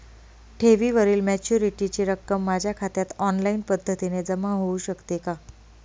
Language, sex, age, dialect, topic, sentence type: Marathi, female, 25-30, Northern Konkan, banking, question